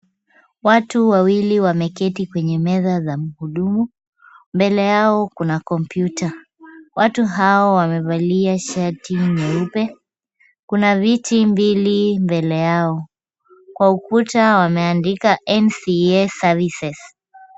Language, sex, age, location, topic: Swahili, female, 25-35, Kisumu, government